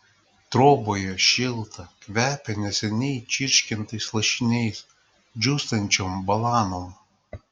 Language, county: Lithuanian, Klaipėda